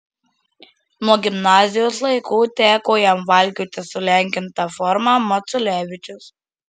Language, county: Lithuanian, Marijampolė